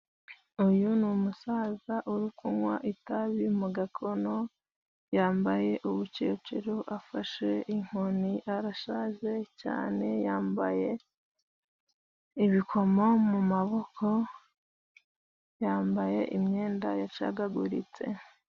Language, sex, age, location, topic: Kinyarwanda, female, 25-35, Musanze, government